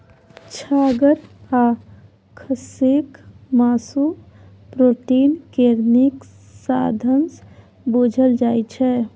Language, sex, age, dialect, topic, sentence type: Maithili, female, 31-35, Bajjika, agriculture, statement